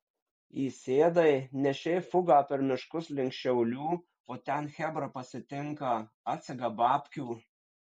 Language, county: Lithuanian, Kaunas